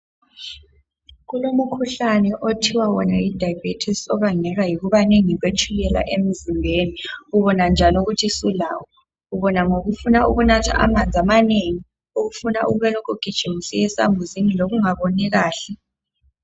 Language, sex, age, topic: North Ndebele, female, 18-24, health